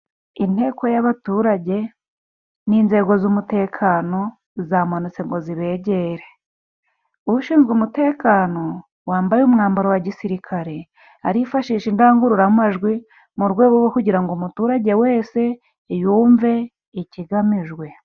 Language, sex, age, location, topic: Kinyarwanda, female, 25-35, Musanze, government